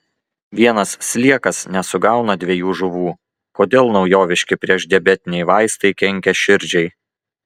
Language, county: Lithuanian, Klaipėda